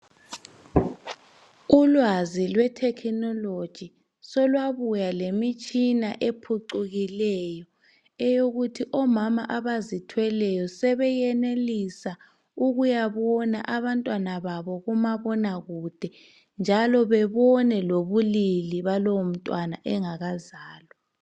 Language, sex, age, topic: North Ndebele, male, 25-35, health